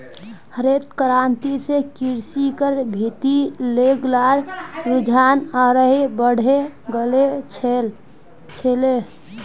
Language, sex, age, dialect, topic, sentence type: Magahi, female, 18-24, Northeastern/Surjapuri, agriculture, statement